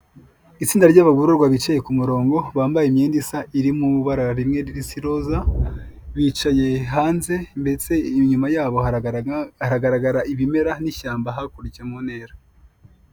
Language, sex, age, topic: Kinyarwanda, male, 25-35, government